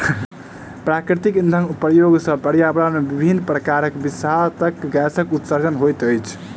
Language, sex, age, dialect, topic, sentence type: Maithili, male, 18-24, Southern/Standard, agriculture, statement